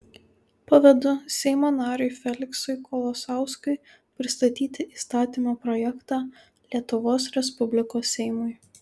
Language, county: Lithuanian, Kaunas